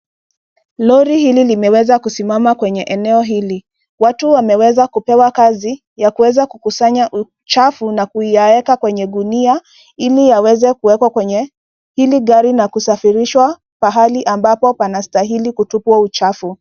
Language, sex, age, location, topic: Swahili, female, 25-35, Nairobi, health